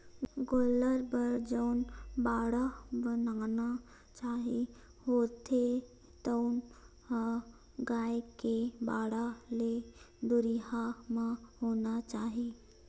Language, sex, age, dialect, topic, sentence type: Chhattisgarhi, female, 25-30, Western/Budati/Khatahi, agriculture, statement